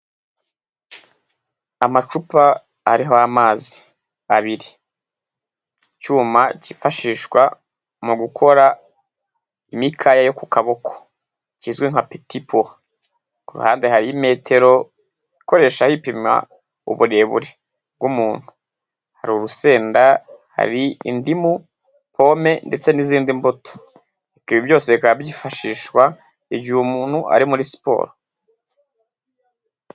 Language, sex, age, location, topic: Kinyarwanda, male, 18-24, Huye, health